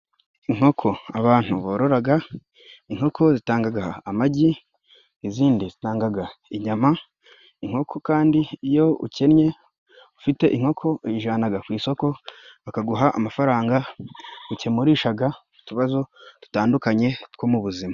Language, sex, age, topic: Kinyarwanda, male, 25-35, agriculture